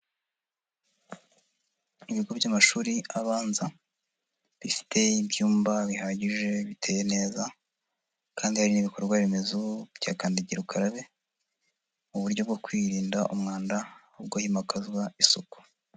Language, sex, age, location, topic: Kinyarwanda, female, 50+, Nyagatare, education